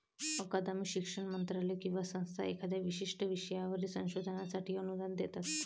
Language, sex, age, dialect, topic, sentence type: Marathi, male, 25-30, Varhadi, banking, statement